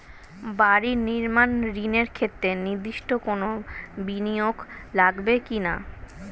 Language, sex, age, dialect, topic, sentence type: Bengali, female, 36-40, Standard Colloquial, banking, question